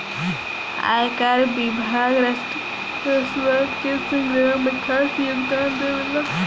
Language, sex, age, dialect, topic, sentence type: Bhojpuri, female, <18, Southern / Standard, banking, statement